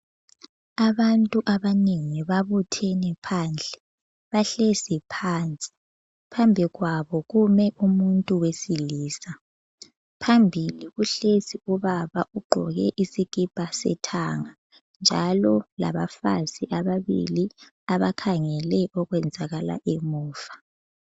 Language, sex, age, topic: North Ndebele, female, 18-24, health